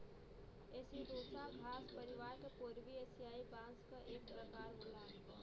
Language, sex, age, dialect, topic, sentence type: Bhojpuri, female, 18-24, Western, agriculture, statement